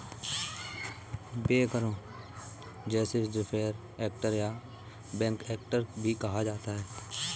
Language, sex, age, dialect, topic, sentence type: Hindi, male, 18-24, Kanauji Braj Bhasha, agriculture, statement